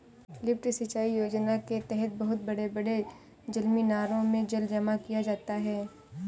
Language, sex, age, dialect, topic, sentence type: Hindi, female, 18-24, Kanauji Braj Bhasha, agriculture, statement